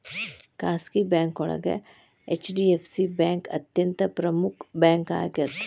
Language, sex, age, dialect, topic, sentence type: Kannada, female, 36-40, Dharwad Kannada, banking, statement